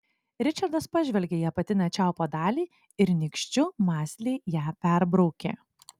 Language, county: Lithuanian, Klaipėda